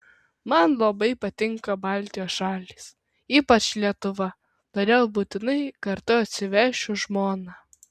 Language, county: Lithuanian, Kaunas